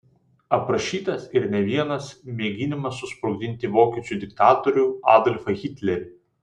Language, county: Lithuanian, Vilnius